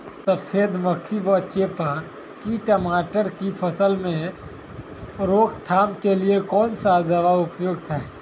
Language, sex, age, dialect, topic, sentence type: Magahi, male, 18-24, Western, agriculture, question